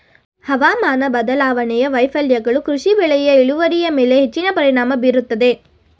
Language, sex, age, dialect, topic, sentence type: Kannada, female, 18-24, Mysore Kannada, agriculture, statement